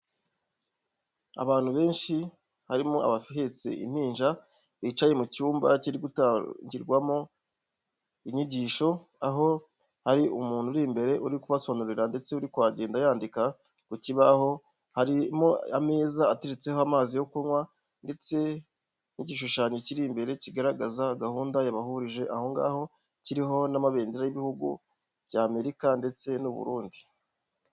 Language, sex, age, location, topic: Kinyarwanda, male, 25-35, Huye, health